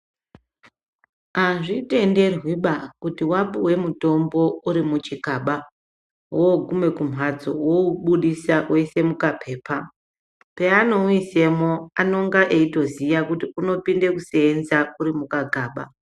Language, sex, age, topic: Ndau, male, 25-35, health